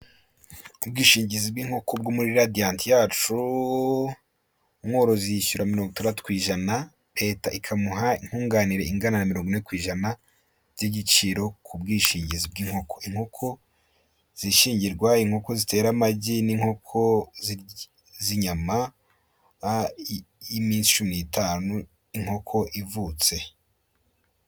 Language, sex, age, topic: Kinyarwanda, male, 18-24, finance